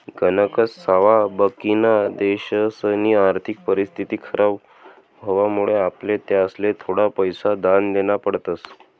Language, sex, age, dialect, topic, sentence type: Marathi, male, 18-24, Northern Konkan, banking, statement